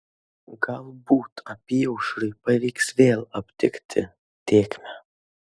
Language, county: Lithuanian, Kaunas